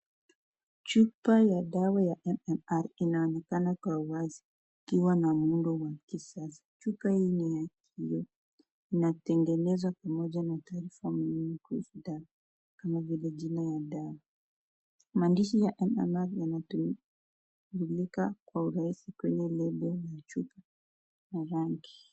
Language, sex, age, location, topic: Swahili, female, 25-35, Nakuru, health